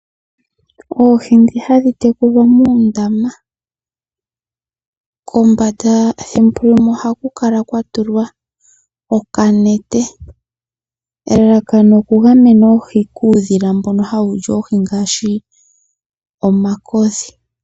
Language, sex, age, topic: Oshiwambo, female, 25-35, agriculture